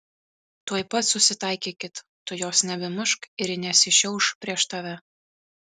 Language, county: Lithuanian, Kaunas